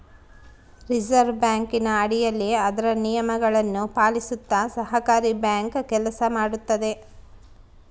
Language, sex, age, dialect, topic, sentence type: Kannada, female, 36-40, Central, banking, statement